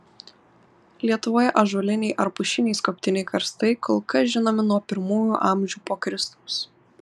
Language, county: Lithuanian, Kaunas